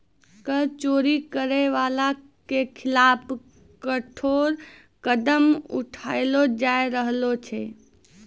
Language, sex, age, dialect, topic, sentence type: Maithili, female, 18-24, Angika, banking, statement